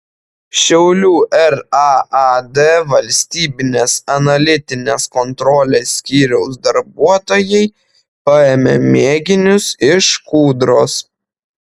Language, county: Lithuanian, Vilnius